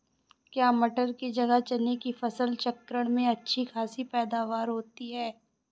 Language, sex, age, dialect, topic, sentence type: Hindi, female, 25-30, Awadhi Bundeli, agriculture, question